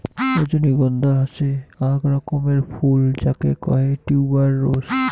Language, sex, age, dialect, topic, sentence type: Bengali, male, 18-24, Rajbangshi, agriculture, statement